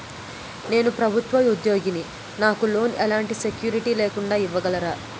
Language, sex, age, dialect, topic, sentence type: Telugu, female, 18-24, Utterandhra, banking, question